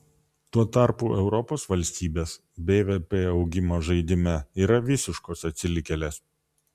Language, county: Lithuanian, Vilnius